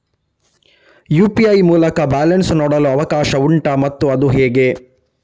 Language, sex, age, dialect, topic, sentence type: Kannada, male, 31-35, Coastal/Dakshin, banking, question